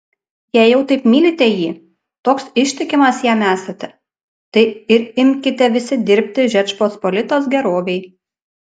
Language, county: Lithuanian, Panevėžys